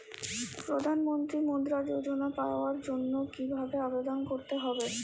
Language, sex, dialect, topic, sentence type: Bengali, female, Western, banking, question